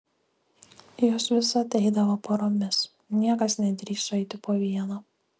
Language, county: Lithuanian, Kaunas